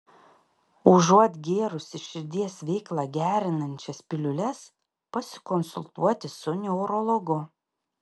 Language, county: Lithuanian, Panevėžys